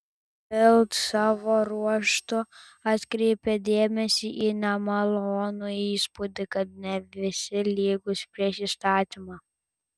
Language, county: Lithuanian, Telšiai